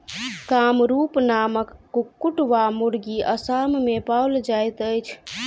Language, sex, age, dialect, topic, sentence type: Maithili, female, 18-24, Southern/Standard, agriculture, statement